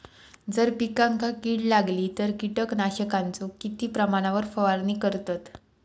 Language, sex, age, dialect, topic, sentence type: Marathi, female, 18-24, Southern Konkan, agriculture, question